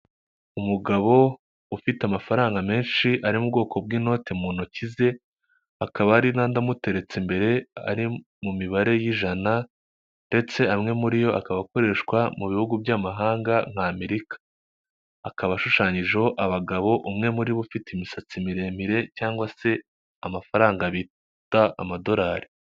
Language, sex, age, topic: Kinyarwanda, male, 18-24, finance